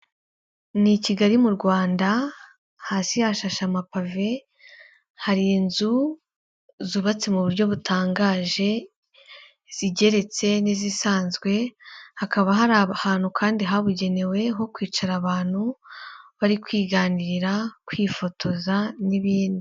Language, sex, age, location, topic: Kinyarwanda, female, 18-24, Kigali, government